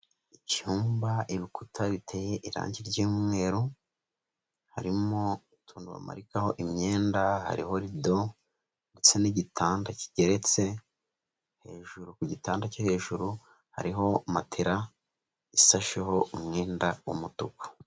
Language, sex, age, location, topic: Kinyarwanda, female, 25-35, Huye, education